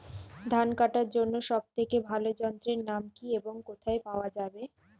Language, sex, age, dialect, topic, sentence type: Bengali, female, 25-30, Western, agriculture, question